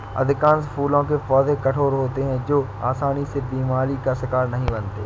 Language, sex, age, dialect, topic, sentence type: Hindi, male, 60-100, Awadhi Bundeli, agriculture, statement